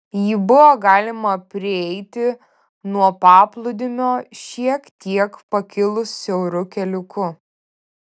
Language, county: Lithuanian, Vilnius